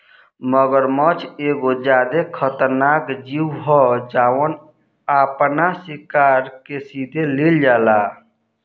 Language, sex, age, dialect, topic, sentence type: Bhojpuri, male, 25-30, Southern / Standard, agriculture, statement